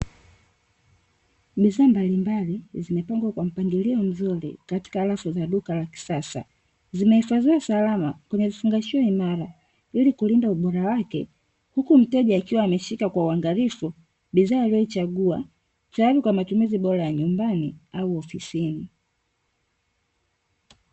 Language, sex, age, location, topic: Swahili, female, 36-49, Dar es Salaam, finance